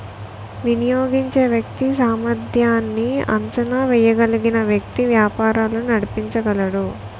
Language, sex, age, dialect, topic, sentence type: Telugu, female, 18-24, Utterandhra, banking, statement